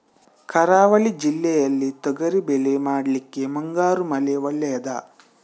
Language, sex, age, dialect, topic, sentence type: Kannada, male, 18-24, Coastal/Dakshin, agriculture, question